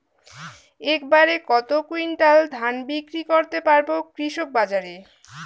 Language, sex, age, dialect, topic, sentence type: Bengali, female, 18-24, Rajbangshi, agriculture, question